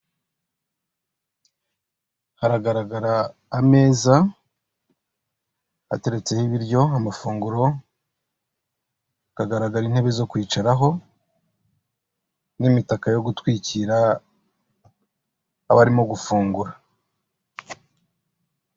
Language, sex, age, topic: Kinyarwanda, male, 36-49, finance